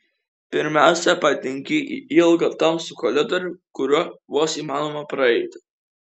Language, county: Lithuanian, Kaunas